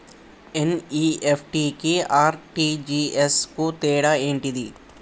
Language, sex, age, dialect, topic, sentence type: Telugu, male, 18-24, Telangana, banking, question